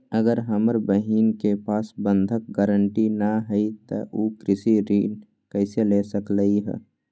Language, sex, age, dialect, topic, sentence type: Magahi, male, 18-24, Western, agriculture, statement